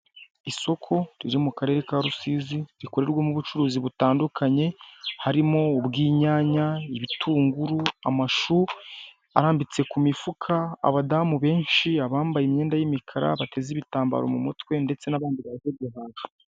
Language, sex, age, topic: Kinyarwanda, male, 18-24, finance